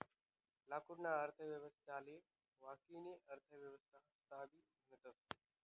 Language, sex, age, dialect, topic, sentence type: Marathi, male, 25-30, Northern Konkan, agriculture, statement